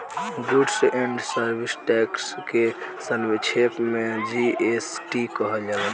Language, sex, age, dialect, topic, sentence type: Bhojpuri, male, <18, Southern / Standard, banking, statement